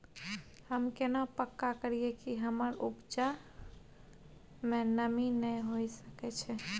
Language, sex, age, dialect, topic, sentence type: Maithili, female, 51-55, Bajjika, agriculture, question